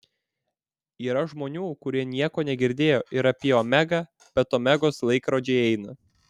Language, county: Lithuanian, Vilnius